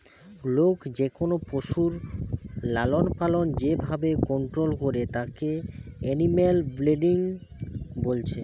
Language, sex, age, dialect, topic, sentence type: Bengali, male, 25-30, Western, agriculture, statement